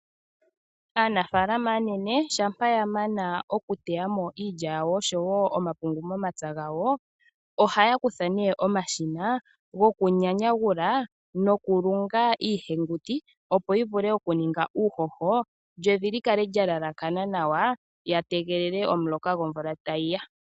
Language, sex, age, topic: Oshiwambo, female, 25-35, agriculture